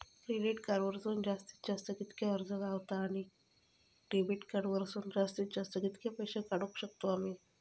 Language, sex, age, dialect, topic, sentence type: Marathi, female, 41-45, Southern Konkan, banking, question